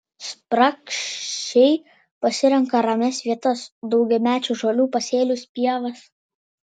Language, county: Lithuanian, Vilnius